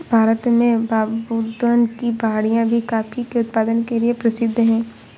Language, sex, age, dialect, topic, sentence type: Hindi, female, 51-55, Awadhi Bundeli, agriculture, statement